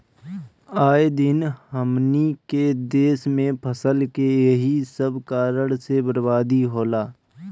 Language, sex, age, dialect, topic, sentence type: Bhojpuri, male, 18-24, Northern, agriculture, statement